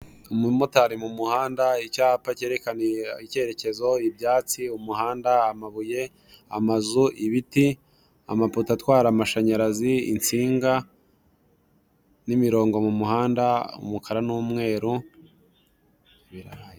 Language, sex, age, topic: Kinyarwanda, male, 18-24, government